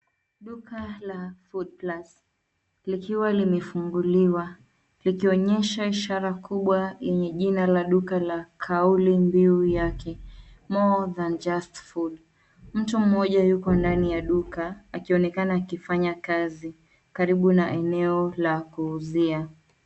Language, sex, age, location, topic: Swahili, female, 25-35, Nairobi, finance